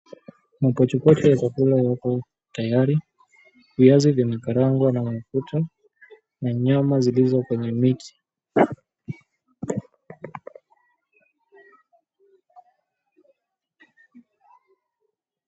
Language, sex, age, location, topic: Swahili, male, 18-24, Mombasa, agriculture